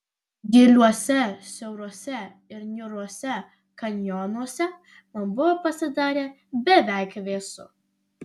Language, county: Lithuanian, Vilnius